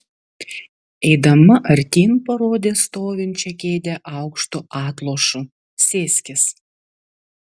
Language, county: Lithuanian, Vilnius